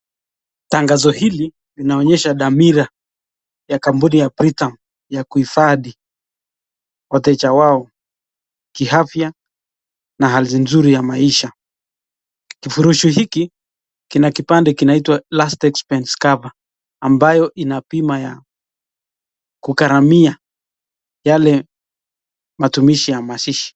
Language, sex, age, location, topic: Swahili, male, 25-35, Nakuru, finance